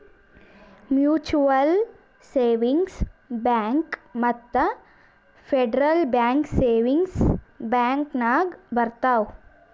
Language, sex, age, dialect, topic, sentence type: Kannada, male, 18-24, Northeastern, banking, statement